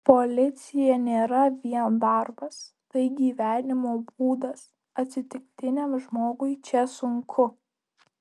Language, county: Lithuanian, Kaunas